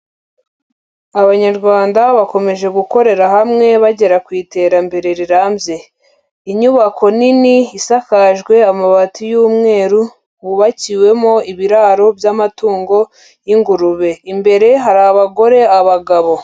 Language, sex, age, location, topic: Kinyarwanda, female, 18-24, Huye, agriculture